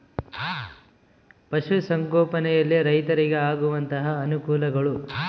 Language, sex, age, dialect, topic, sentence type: Kannada, male, 18-24, Central, agriculture, question